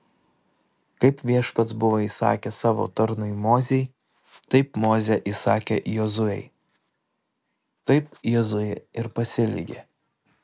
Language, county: Lithuanian, Panevėžys